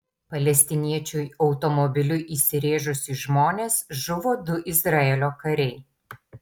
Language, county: Lithuanian, Tauragė